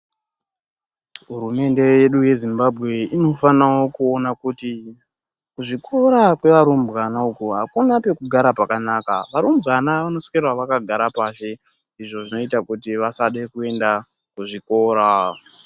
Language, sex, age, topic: Ndau, male, 36-49, education